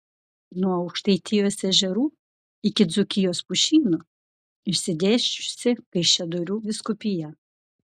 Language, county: Lithuanian, Klaipėda